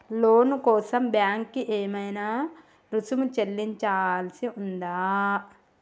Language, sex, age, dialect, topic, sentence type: Telugu, female, 18-24, Telangana, banking, question